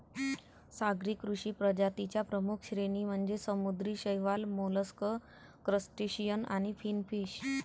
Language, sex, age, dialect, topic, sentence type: Marathi, female, 25-30, Varhadi, agriculture, statement